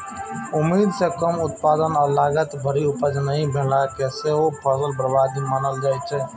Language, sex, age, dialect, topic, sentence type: Maithili, male, 18-24, Eastern / Thethi, agriculture, statement